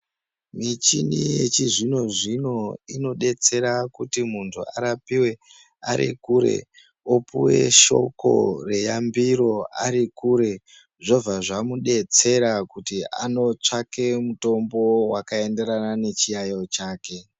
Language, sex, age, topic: Ndau, female, 25-35, health